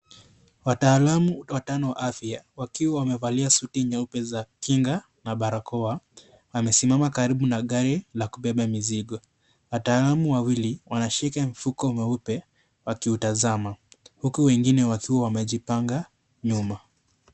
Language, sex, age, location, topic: Swahili, male, 25-35, Kisii, health